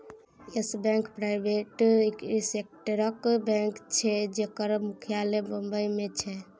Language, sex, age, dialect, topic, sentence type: Maithili, female, 18-24, Bajjika, banking, statement